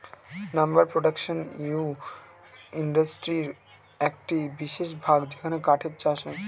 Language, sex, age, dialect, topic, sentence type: Bengali, male, 18-24, Standard Colloquial, agriculture, statement